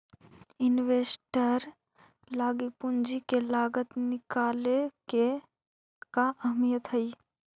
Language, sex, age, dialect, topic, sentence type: Magahi, female, 18-24, Central/Standard, banking, statement